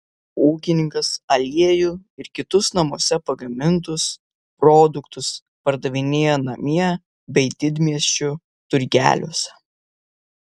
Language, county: Lithuanian, Vilnius